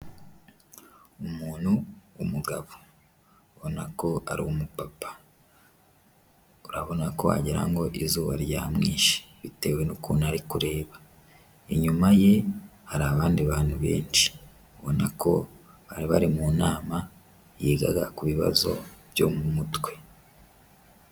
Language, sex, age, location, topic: Kinyarwanda, female, 18-24, Huye, health